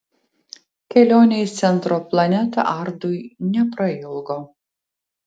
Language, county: Lithuanian, Tauragė